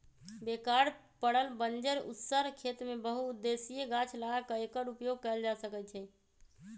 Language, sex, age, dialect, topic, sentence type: Magahi, female, 18-24, Western, agriculture, statement